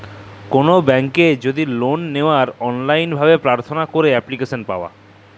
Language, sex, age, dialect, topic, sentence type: Bengali, male, 25-30, Jharkhandi, banking, statement